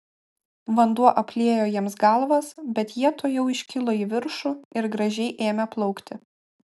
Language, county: Lithuanian, Klaipėda